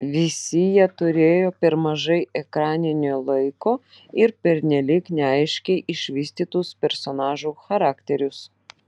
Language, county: Lithuanian, Vilnius